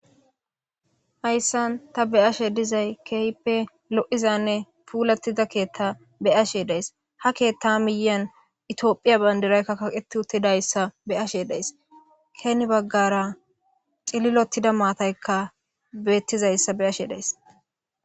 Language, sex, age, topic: Gamo, male, 18-24, government